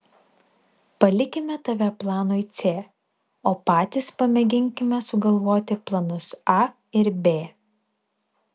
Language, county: Lithuanian, Vilnius